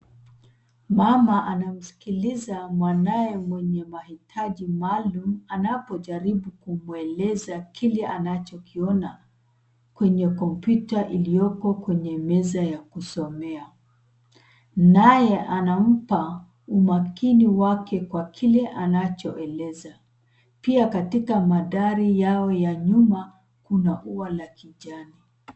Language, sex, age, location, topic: Swahili, female, 36-49, Nairobi, education